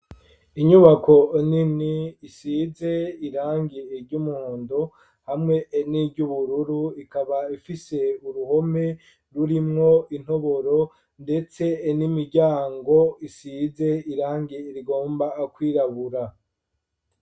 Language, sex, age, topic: Rundi, male, 25-35, education